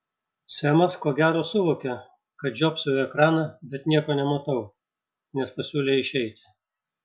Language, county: Lithuanian, Šiauliai